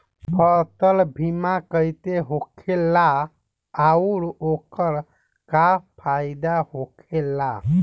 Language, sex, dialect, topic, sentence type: Bhojpuri, male, Southern / Standard, agriculture, question